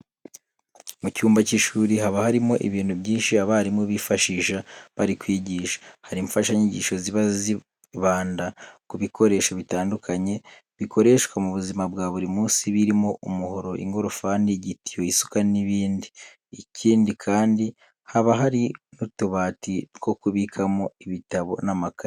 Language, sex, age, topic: Kinyarwanda, male, 18-24, education